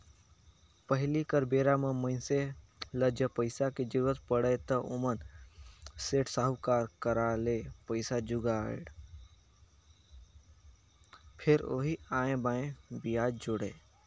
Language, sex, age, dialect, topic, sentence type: Chhattisgarhi, male, 56-60, Northern/Bhandar, banking, statement